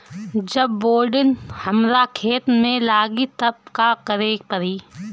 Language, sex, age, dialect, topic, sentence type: Bhojpuri, female, 31-35, Northern, agriculture, question